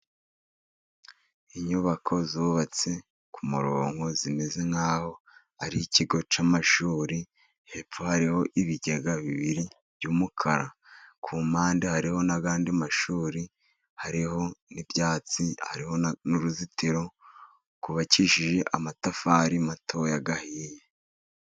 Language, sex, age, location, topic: Kinyarwanda, male, 36-49, Musanze, government